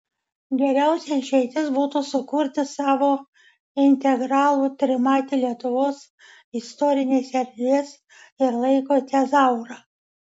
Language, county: Lithuanian, Vilnius